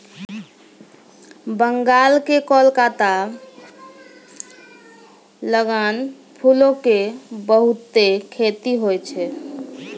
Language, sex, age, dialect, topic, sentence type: Maithili, female, 25-30, Angika, agriculture, statement